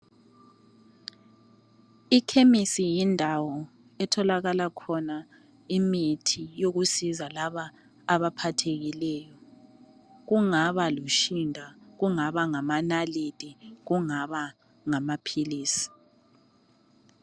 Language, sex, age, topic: North Ndebele, female, 25-35, health